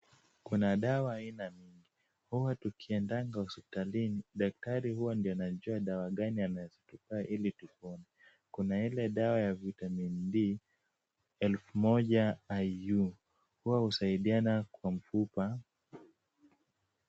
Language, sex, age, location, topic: Swahili, male, 25-35, Kisumu, health